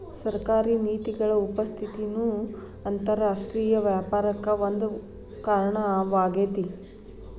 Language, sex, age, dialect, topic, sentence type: Kannada, female, 36-40, Dharwad Kannada, banking, statement